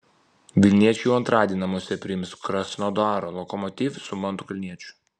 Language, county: Lithuanian, Vilnius